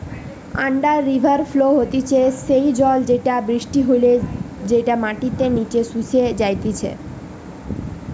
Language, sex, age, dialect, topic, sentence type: Bengali, female, 31-35, Western, agriculture, statement